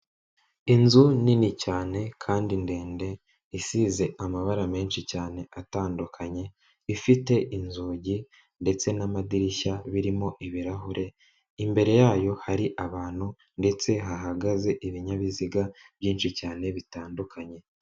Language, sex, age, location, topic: Kinyarwanda, male, 36-49, Kigali, government